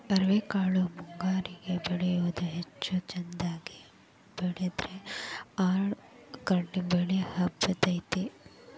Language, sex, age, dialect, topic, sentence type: Kannada, female, 18-24, Dharwad Kannada, agriculture, statement